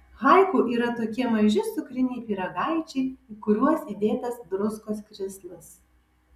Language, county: Lithuanian, Kaunas